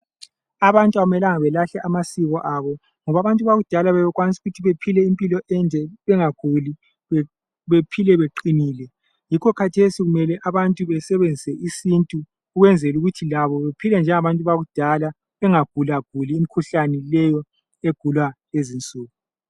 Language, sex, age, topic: North Ndebele, male, 25-35, health